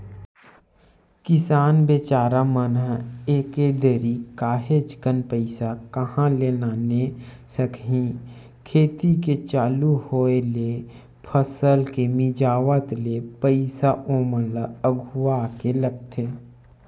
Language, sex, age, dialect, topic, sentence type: Chhattisgarhi, male, 25-30, Western/Budati/Khatahi, banking, statement